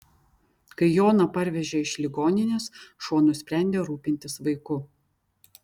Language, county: Lithuanian, Vilnius